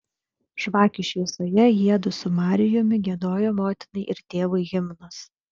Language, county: Lithuanian, Vilnius